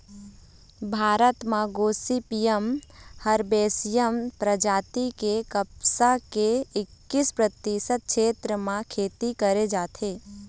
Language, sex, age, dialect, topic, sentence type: Chhattisgarhi, female, 18-24, Eastern, agriculture, statement